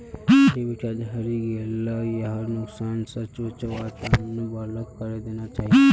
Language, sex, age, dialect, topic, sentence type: Magahi, male, 31-35, Northeastern/Surjapuri, banking, statement